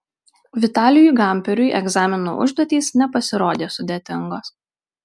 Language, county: Lithuanian, Marijampolė